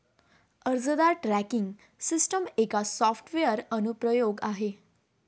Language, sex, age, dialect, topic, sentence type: Marathi, female, 18-24, Varhadi, banking, statement